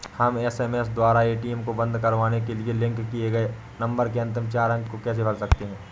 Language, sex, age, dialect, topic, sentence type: Hindi, male, 18-24, Awadhi Bundeli, banking, question